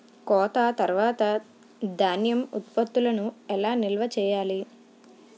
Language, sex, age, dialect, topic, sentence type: Telugu, female, 25-30, Utterandhra, agriculture, statement